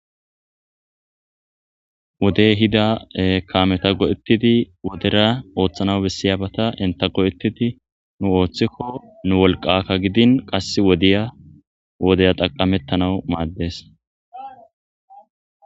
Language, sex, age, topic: Gamo, male, 25-35, agriculture